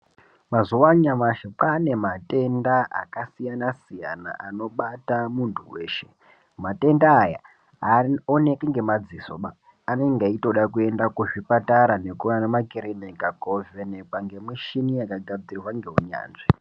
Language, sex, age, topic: Ndau, male, 18-24, health